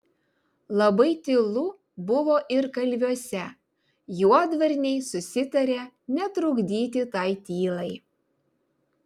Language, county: Lithuanian, Vilnius